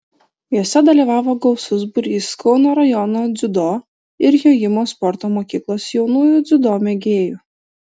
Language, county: Lithuanian, Vilnius